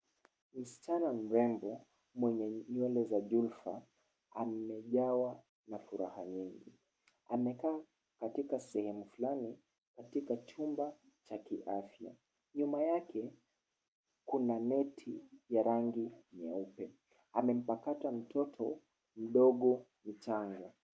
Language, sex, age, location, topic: Swahili, male, 25-35, Kisumu, health